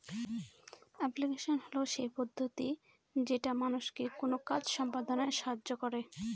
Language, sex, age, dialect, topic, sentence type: Bengali, female, 18-24, Northern/Varendri, agriculture, statement